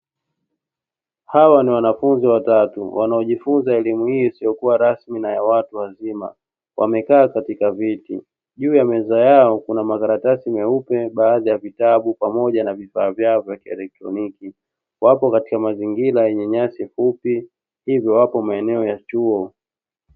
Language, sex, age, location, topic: Swahili, male, 25-35, Dar es Salaam, education